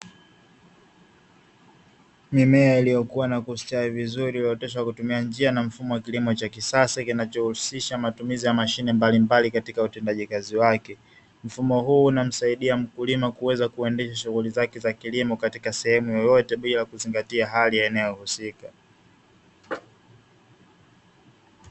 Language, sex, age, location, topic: Swahili, male, 18-24, Dar es Salaam, agriculture